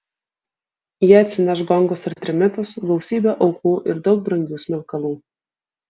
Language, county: Lithuanian, Vilnius